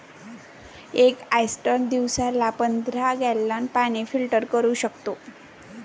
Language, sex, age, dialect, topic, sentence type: Marathi, female, 25-30, Varhadi, agriculture, statement